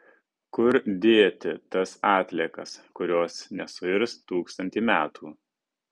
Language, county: Lithuanian, Kaunas